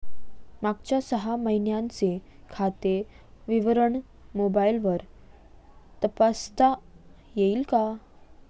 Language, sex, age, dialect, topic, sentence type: Marathi, female, 41-45, Standard Marathi, banking, question